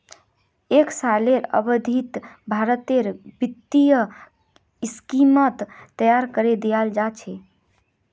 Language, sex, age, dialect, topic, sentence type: Magahi, female, 18-24, Northeastern/Surjapuri, banking, statement